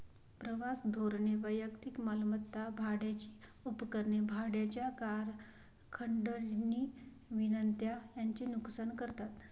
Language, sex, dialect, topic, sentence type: Marathi, female, Varhadi, banking, statement